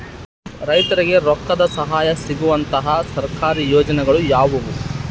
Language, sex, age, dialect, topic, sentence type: Kannada, male, 31-35, Central, agriculture, question